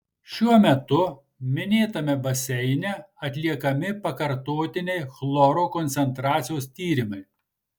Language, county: Lithuanian, Marijampolė